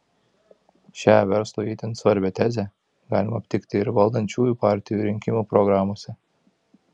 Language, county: Lithuanian, Kaunas